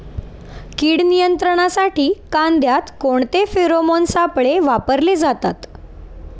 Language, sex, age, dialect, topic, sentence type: Marathi, female, 18-24, Standard Marathi, agriculture, question